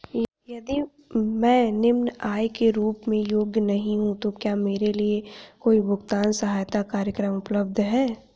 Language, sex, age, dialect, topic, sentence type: Hindi, female, 18-24, Hindustani Malvi Khadi Boli, banking, question